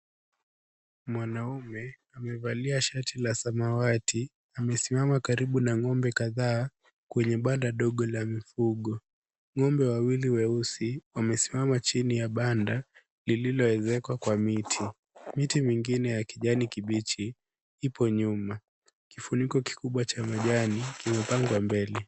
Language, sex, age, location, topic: Swahili, male, 18-24, Kisumu, agriculture